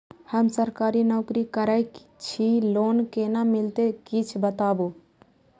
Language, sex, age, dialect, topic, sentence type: Maithili, female, 18-24, Eastern / Thethi, banking, question